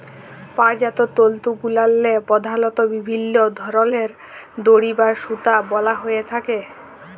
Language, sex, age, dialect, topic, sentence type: Bengali, female, 18-24, Jharkhandi, agriculture, statement